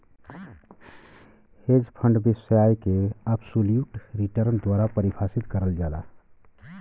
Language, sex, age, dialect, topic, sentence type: Bhojpuri, male, 31-35, Western, banking, statement